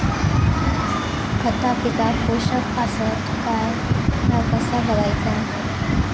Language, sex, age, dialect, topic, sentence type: Marathi, female, 18-24, Southern Konkan, agriculture, question